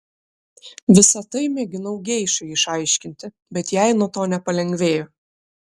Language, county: Lithuanian, Kaunas